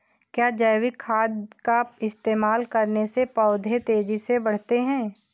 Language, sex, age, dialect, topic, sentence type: Hindi, female, 18-24, Kanauji Braj Bhasha, agriculture, question